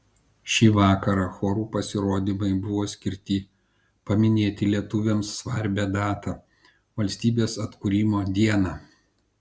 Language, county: Lithuanian, Kaunas